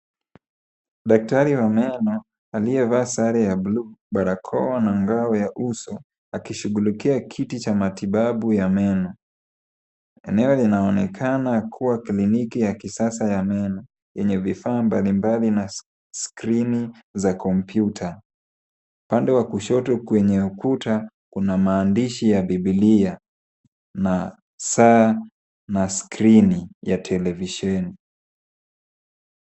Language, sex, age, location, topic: Swahili, male, 18-24, Kisumu, health